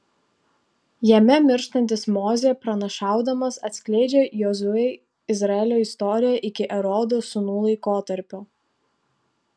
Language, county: Lithuanian, Tauragė